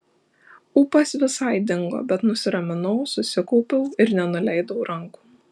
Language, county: Lithuanian, Šiauliai